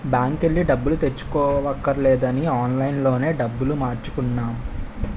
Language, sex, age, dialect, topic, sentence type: Telugu, male, 18-24, Utterandhra, banking, statement